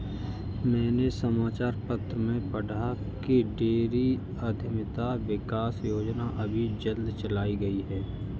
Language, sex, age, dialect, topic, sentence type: Hindi, male, 25-30, Kanauji Braj Bhasha, agriculture, statement